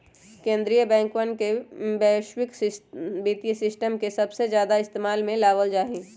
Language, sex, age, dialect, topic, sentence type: Magahi, male, 31-35, Western, banking, statement